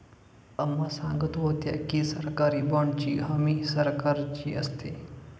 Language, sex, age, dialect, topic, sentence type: Marathi, male, 18-24, Standard Marathi, banking, statement